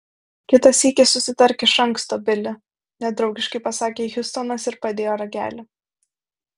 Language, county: Lithuanian, Vilnius